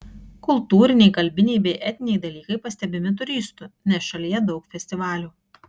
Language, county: Lithuanian, Kaunas